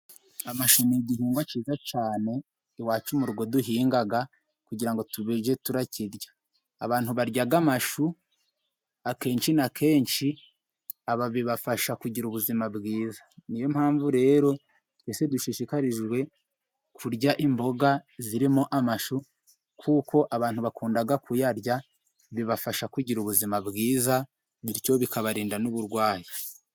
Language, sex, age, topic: Kinyarwanda, male, 18-24, finance